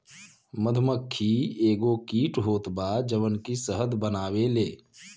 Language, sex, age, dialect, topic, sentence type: Bhojpuri, male, 25-30, Western, agriculture, statement